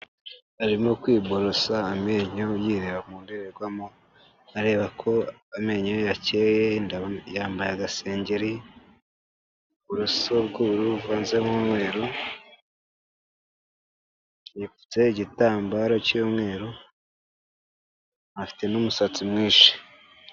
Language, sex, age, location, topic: Kinyarwanda, female, 18-24, Kigali, health